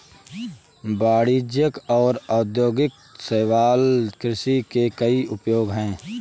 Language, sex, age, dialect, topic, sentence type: Hindi, male, 18-24, Awadhi Bundeli, agriculture, statement